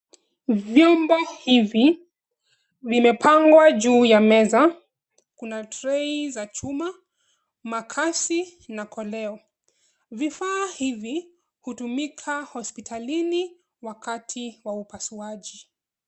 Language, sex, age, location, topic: Swahili, female, 25-35, Nairobi, health